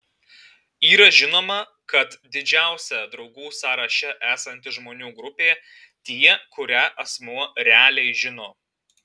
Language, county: Lithuanian, Alytus